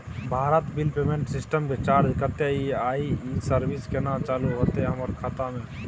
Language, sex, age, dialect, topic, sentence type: Maithili, male, 18-24, Bajjika, banking, question